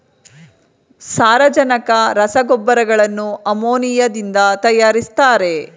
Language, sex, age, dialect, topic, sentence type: Kannada, female, 36-40, Mysore Kannada, agriculture, statement